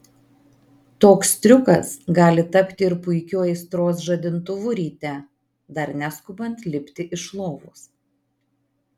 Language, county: Lithuanian, Marijampolė